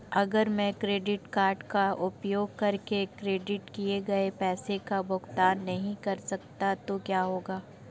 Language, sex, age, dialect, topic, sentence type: Hindi, male, 25-30, Marwari Dhudhari, banking, question